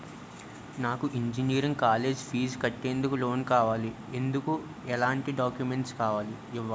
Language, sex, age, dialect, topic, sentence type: Telugu, male, 18-24, Utterandhra, banking, question